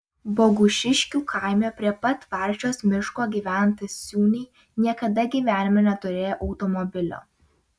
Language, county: Lithuanian, Vilnius